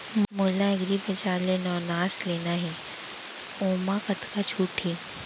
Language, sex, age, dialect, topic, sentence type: Chhattisgarhi, female, 60-100, Central, agriculture, question